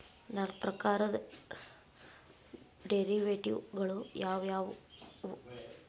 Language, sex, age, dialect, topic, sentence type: Kannada, male, 41-45, Dharwad Kannada, banking, statement